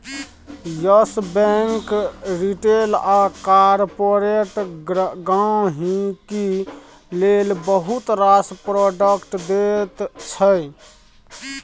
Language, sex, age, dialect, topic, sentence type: Maithili, male, 25-30, Bajjika, banking, statement